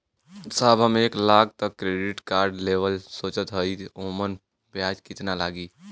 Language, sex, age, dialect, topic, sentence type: Bhojpuri, male, <18, Western, banking, question